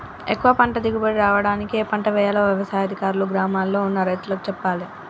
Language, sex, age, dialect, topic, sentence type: Telugu, female, 25-30, Telangana, agriculture, statement